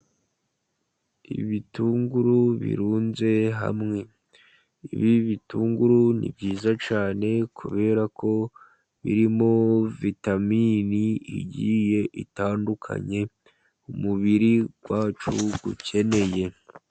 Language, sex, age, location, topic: Kinyarwanda, male, 50+, Musanze, agriculture